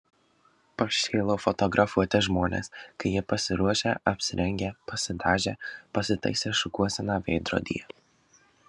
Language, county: Lithuanian, Marijampolė